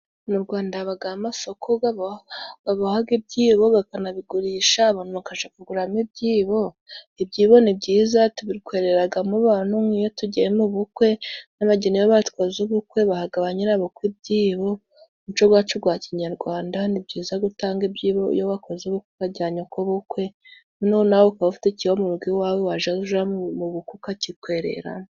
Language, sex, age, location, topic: Kinyarwanda, female, 25-35, Musanze, finance